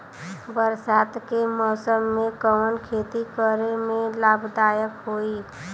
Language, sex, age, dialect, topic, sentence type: Bhojpuri, female, 25-30, Western, agriculture, question